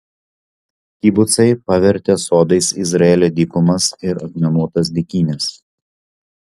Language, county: Lithuanian, Vilnius